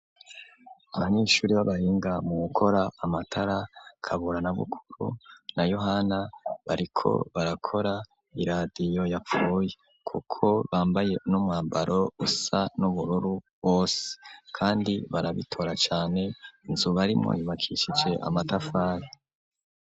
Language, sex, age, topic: Rundi, male, 25-35, education